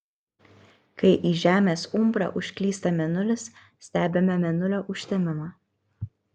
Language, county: Lithuanian, Kaunas